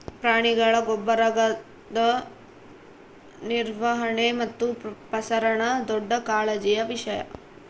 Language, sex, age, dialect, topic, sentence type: Kannada, female, 18-24, Central, agriculture, statement